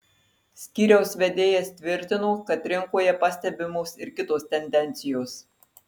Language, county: Lithuanian, Marijampolė